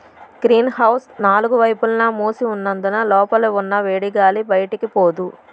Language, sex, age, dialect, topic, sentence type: Telugu, female, 60-100, Southern, agriculture, statement